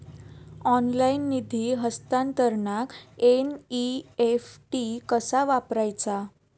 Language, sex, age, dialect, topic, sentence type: Marathi, female, 18-24, Southern Konkan, banking, question